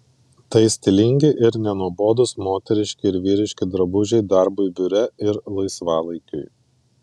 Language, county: Lithuanian, Vilnius